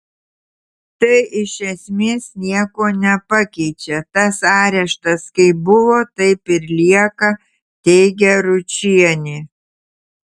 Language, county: Lithuanian, Tauragė